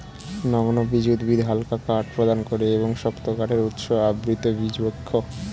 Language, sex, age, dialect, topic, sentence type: Bengali, male, 18-24, Standard Colloquial, agriculture, statement